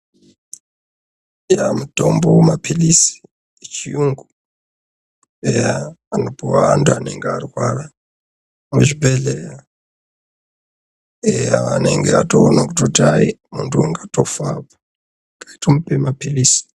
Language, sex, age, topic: Ndau, male, 36-49, health